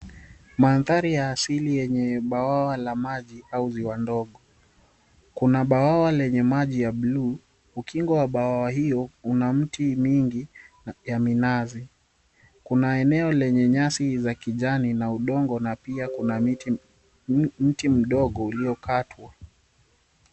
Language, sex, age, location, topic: Swahili, male, 25-35, Mombasa, government